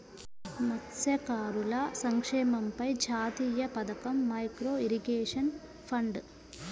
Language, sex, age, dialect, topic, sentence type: Telugu, female, 25-30, Central/Coastal, agriculture, statement